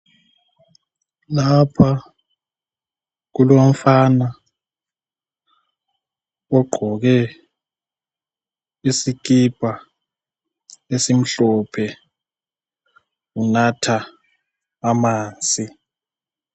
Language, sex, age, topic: North Ndebele, male, 18-24, health